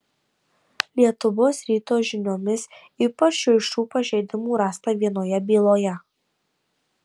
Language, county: Lithuanian, Marijampolė